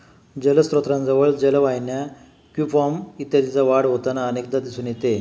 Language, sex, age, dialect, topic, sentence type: Marathi, male, 56-60, Standard Marathi, agriculture, statement